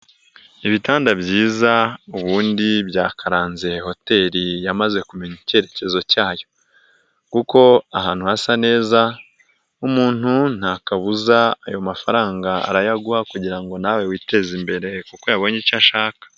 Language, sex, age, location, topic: Kinyarwanda, female, 18-24, Nyagatare, finance